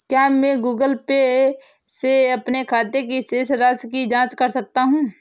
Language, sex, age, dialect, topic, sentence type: Hindi, female, 18-24, Awadhi Bundeli, banking, question